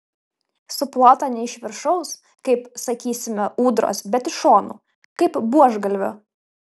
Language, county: Lithuanian, Kaunas